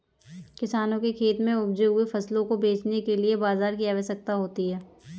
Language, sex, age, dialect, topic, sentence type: Hindi, female, 18-24, Kanauji Braj Bhasha, agriculture, statement